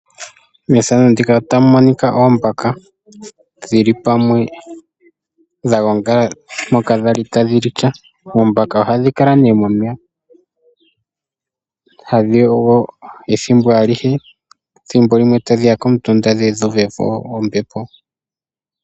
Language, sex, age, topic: Oshiwambo, male, 18-24, agriculture